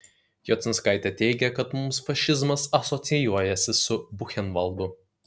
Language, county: Lithuanian, Kaunas